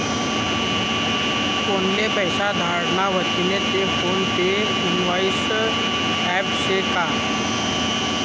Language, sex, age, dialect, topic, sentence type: Marathi, male, 51-55, Northern Konkan, banking, statement